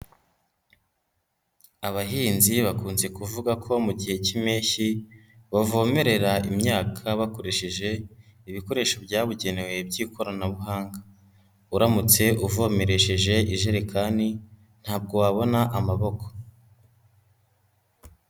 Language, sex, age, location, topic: Kinyarwanda, male, 18-24, Nyagatare, agriculture